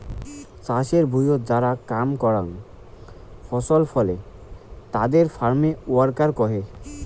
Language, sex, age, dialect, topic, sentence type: Bengali, male, 18-24, Rajbangshi, agriculture, statement